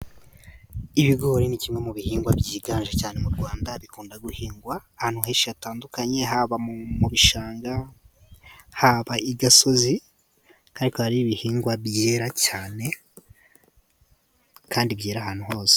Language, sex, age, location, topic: Kinyarwanda, male, 18-24, Musanze, agriculture